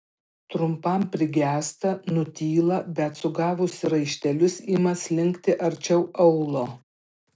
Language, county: Lithuanian, Panevėžys